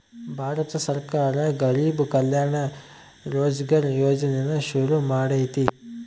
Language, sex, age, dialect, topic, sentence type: Kannada, male, 25-30, Central, banking, statement